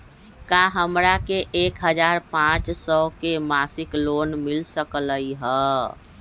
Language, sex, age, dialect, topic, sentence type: Magahi, female, 36-40, Western, banking, question